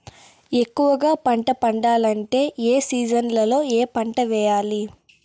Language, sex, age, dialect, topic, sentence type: Telugu, female, 18-24, Southern, agriculture, question